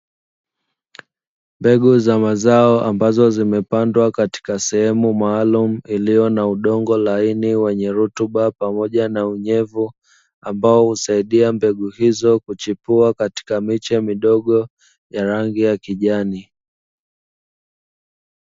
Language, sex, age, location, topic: Swahili, male, 25-35, Dar es Salaam, agriculture